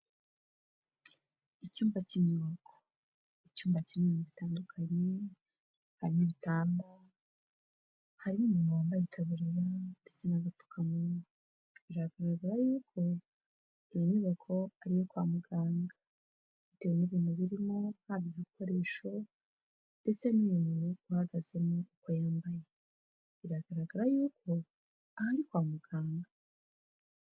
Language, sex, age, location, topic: Kinyarwanda, female, 25-35, Kigali, health